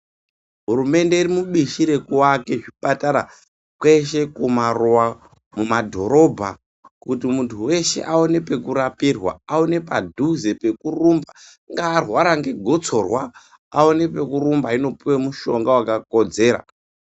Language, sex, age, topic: Ndau, male, 18-24, health